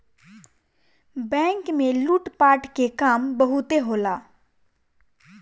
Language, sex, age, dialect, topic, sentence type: Bhojpuri, female, 18-24, Northern, banking, statement